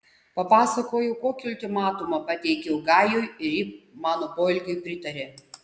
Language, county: Lithuanian, Panevėžys